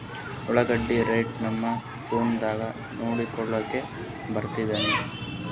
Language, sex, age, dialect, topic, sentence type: Kannada, male, 18-24, Northeastern, agriculture, question